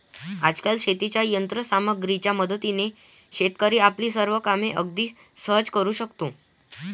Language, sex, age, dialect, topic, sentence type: Marathi, male, 18-24, Varhadi, agriculture, statement